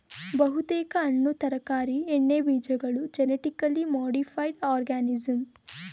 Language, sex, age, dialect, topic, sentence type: Kannada, female, 18-24, Mysore Kannada, agriculture, statement